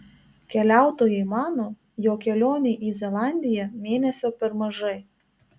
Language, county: Lithuanian, Marijampolė